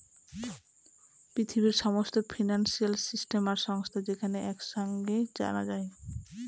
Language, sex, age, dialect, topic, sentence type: Bengali, female, 25-30, Northern/Varendri, banking, statement